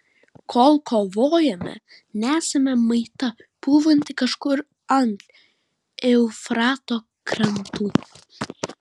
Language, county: Lithuanian, Vilnius